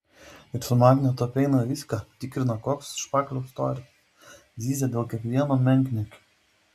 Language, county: Lithuanian, Vilnius